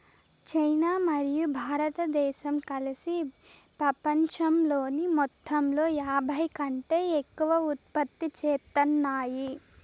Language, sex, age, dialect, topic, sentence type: Telugu, female, 18-24, Southern, agriculture, statement